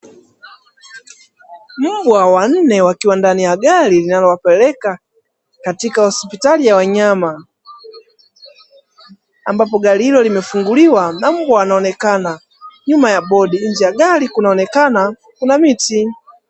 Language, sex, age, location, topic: Swahili, male, 18-24, Dar es Salaam, agriculture